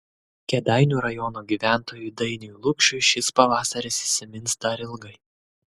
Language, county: Lithuanian, Kaunas